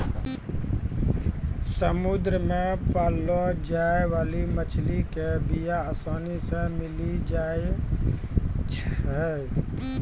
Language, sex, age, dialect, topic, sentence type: Maithili, male, 36-40, Angika, agriculture, statement